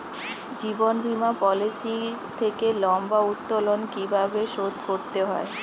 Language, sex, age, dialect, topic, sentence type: Bengali, female, 25-30, Standard Colloquial, banking, question